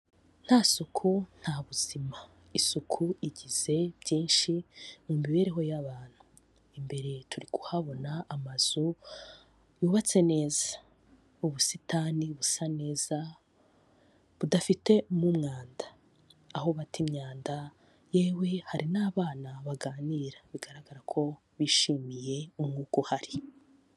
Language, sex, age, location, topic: Kinyarwanda, female, 25-35, Kigali, health